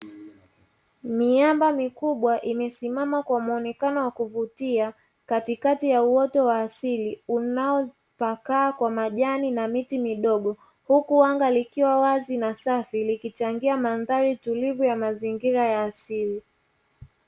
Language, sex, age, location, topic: Swahili, female, 25-35, Dar es Salaam, agriculture